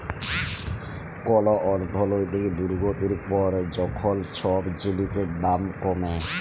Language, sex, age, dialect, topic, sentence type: Bengali, male, 25-30, Jharkhandi, banking, statement